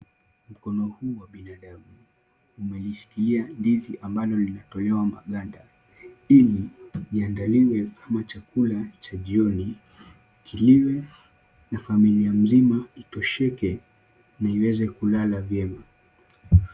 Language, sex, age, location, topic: Swahili, male, 18-24, Kisumu, agriculture